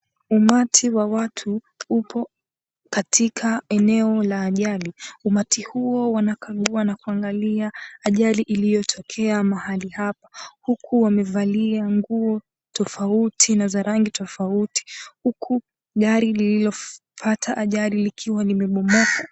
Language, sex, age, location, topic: Swahili, female, 18-24, Mombasa, health